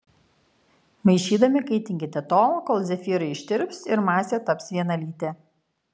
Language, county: Lithuanian, Kaunas